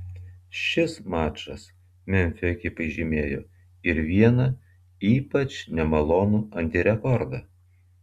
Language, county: Lithuanian, Vilnius